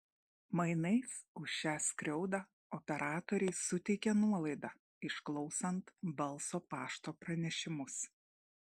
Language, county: Lithuanian, Šiauliai